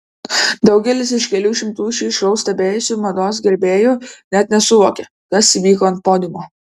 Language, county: Lithuanian, Vilnius